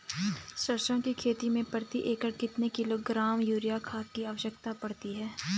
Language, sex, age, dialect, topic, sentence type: Hindi, female, 25-30, Garhwali, agriculture, question